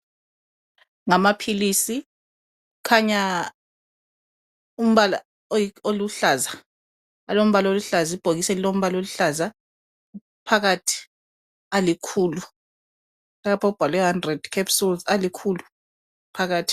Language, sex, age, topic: North Ndebele, female, 25-35, health